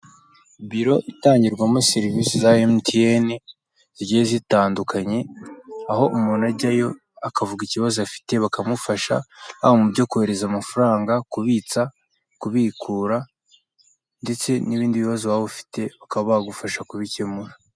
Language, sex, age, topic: Kinyarwanda, male, 18-24, finance